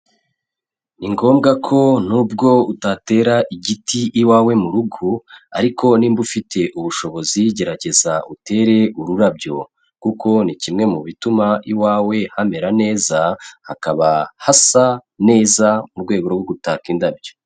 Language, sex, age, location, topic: Kinyarwanda, male, 25-35, Kigali, agriculture